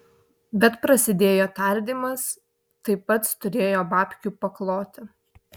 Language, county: Lithuanian, Vilnius